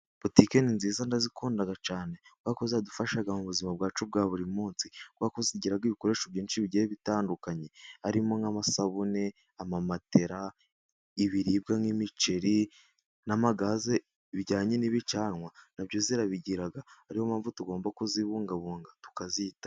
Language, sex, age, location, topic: Kinyarwanda, male, 18-24, Musanze, finance